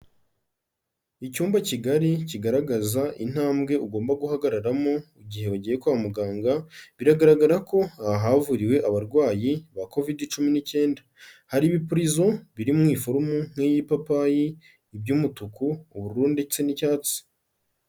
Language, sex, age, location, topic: Kinyarwanda, male, 36-49, Kigali, health